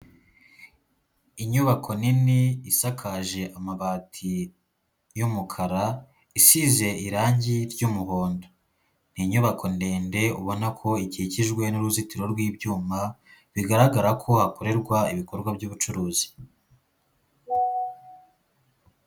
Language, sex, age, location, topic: Kinyarwanda, female, 18-24, Huye, agriculture